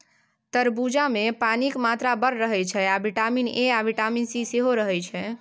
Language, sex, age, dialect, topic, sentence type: Maithili, female, 18-24, Bajjika, agriculture, statement